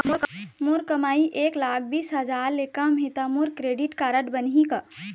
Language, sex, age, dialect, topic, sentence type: Chhattisgarhi, female, 25-30, Eastern, banking, question